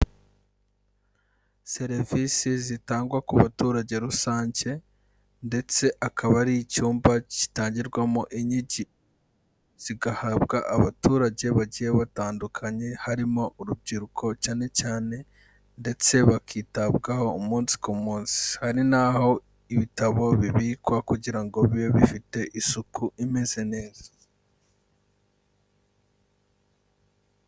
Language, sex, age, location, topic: Kinyarwanda, male, 25-35, Kigali, education